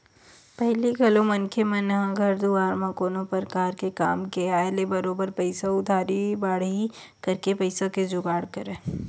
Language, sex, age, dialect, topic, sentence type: Chhattisgarhi, female, 18-24, Western/Budati/Khatahi, banking, statement